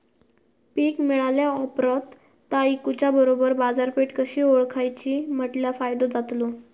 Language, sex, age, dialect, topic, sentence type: Marathi, female, 18-24, Southern Konkan, agriculture, question